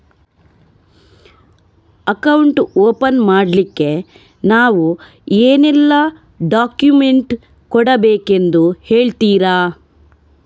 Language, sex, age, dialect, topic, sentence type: Kannada, female, 18-24, Coastal/Dakshin, banking, question